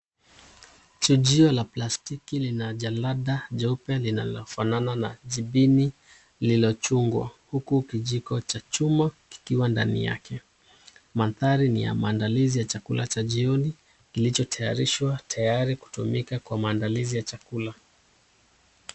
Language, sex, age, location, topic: Swahili, male, 36-49, Kisumu, agriculture